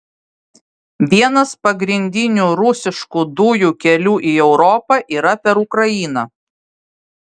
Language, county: Lithuanian, Vilnius